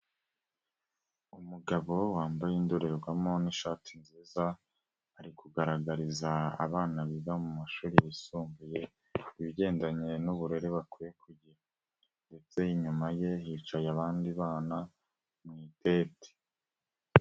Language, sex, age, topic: Kinyarwanda, female, 36-49, education